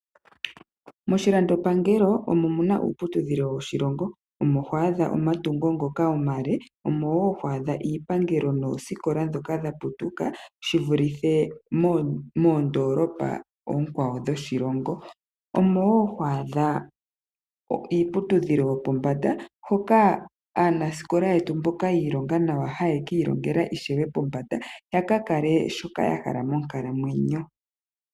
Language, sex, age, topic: Oshiwambo, female, 25-35, agriculture